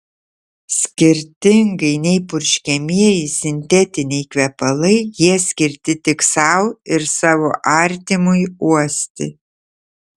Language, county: Lithuanian, Tauragė